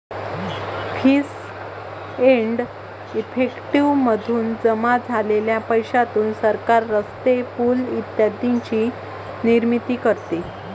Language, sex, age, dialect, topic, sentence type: Marathi, female, 25-30, Varhadi, banking, statement